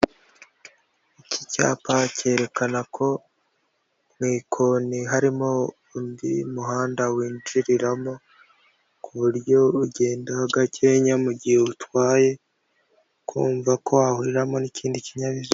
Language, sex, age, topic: Kinyarwanda, female, 25-35, government